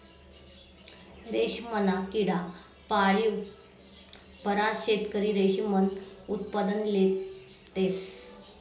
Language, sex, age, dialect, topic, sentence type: Marathi, female, 36-40, Northern Konkan, agriculture, statement